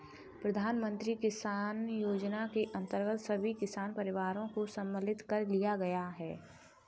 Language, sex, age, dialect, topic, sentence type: Hindi, female, 18-24, Kanauji Braj Bhasha, agriculture, statement